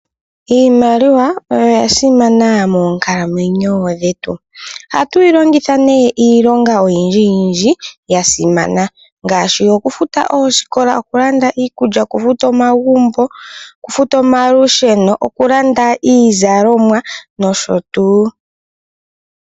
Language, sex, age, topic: Oshiwambo, female, 18-24, finance